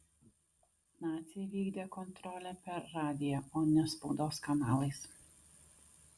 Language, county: Lithuanian, Vilnius